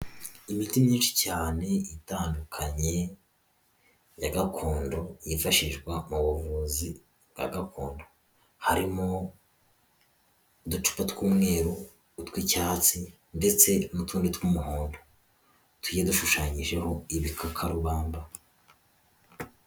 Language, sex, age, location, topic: Kinyarwanda, male, 18-24, Huye, health